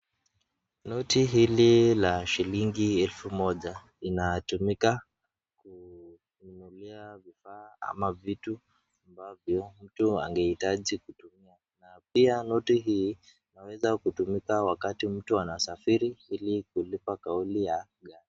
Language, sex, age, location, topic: Swahili, male, 18-24, Nakuru, finance